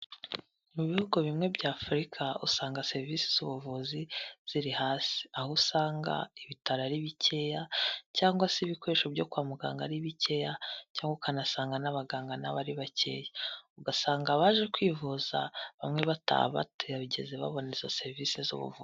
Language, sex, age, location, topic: Kinyarwanda, female, 18-24, Kigali, health